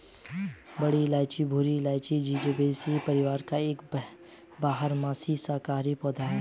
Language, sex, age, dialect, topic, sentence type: Hindi, male, 18-24, Hindustani Malvi Khadi Boli, agriculture, statement